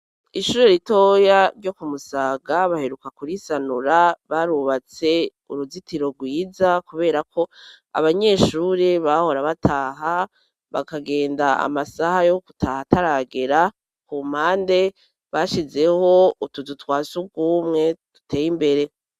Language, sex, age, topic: Rundi, male, 36-49, education